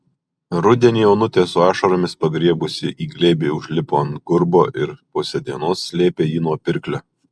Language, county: Lithuanian, Kaunas